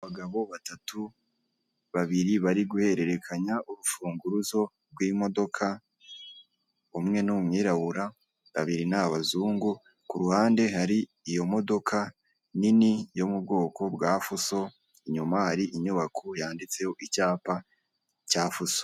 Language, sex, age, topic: Kinyarwanda, male, 25-35, finance